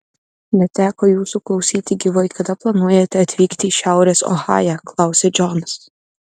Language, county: Lithuanian, Telšiai